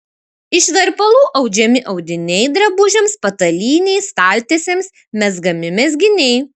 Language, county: Lithuanian, Kaunas